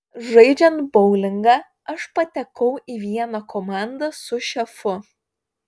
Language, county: Lithuanian, Panevėžys